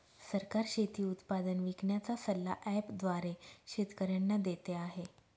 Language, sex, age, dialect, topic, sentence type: Marathi, female, 18-24, Northern Konkan, agriculture, statement